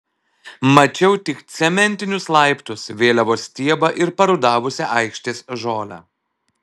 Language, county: Lithuanian, Alytus